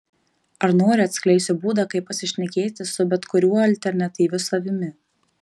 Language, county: Lithuanian, Marijampolė